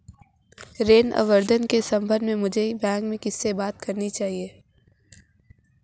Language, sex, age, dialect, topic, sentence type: Hindi, female, 18-24, Marwari Dhudhari, banking, question